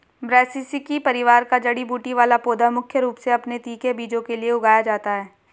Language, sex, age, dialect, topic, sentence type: Hindi, female, 18-24, Hindustani Malvi Khadi Boli, agriculture, statement